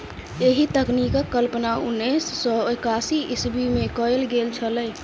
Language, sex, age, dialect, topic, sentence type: Maithili, male, 31-35, Southern/Standard, agriculture, statement